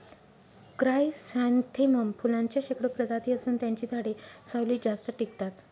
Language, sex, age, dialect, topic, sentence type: Marathi, female, 18-24, Northern Konkan, agriculture, statement